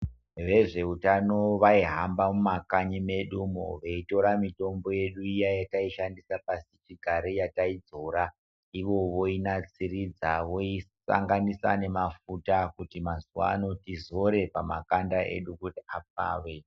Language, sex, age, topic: Ndau, male, 50+, health